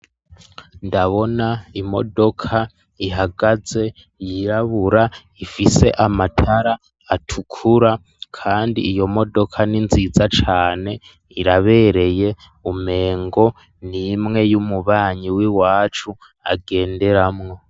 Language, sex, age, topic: Rundi, male, 18-24, education